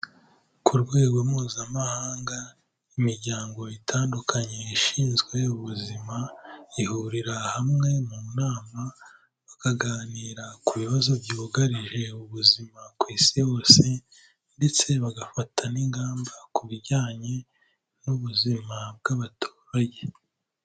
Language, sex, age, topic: Kinyarwanda, male, 18-24, health